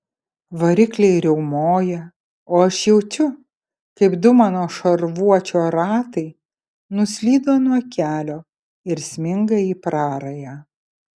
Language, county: Lithuanian, Kaunas